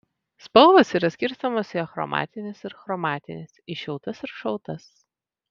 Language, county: Lithuanian, Vilnius